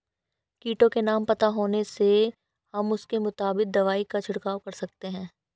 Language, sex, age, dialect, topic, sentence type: Hindi, female, 31-35, Marwari Dhudhari, agriculture, statement